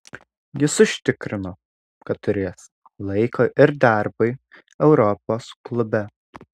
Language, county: Lithuanian, Alytus